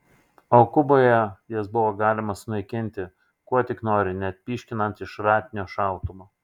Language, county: Lithuanian, Šiauliai